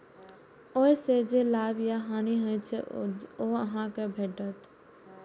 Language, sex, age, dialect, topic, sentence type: Maithili, female, 18-24, Eastern / Thethi, banking, statement